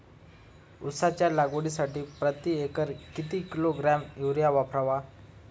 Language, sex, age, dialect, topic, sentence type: Marathi, male, 25-30, Standard Marathi, agriculture, question